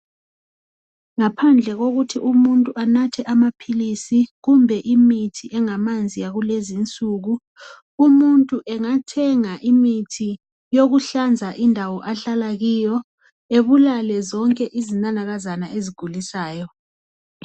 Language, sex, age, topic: North Ndebele, female, 25-35, health